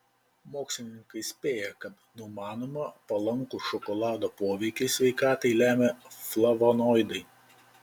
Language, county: Lithuanian, Panevėžys